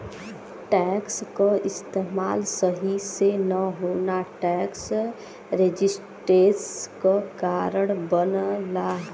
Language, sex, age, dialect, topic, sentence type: Bhojpuri, female, 31-35, Western, banking, statement